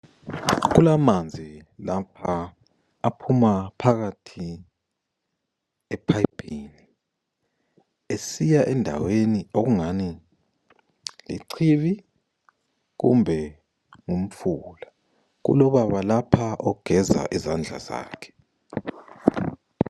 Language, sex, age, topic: North Ndebele, male, 25-35, health